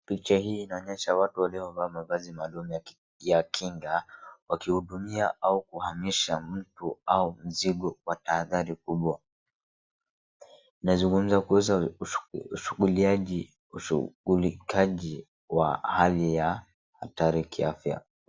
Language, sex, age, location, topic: Swahili, male, 36-49, Wajir, health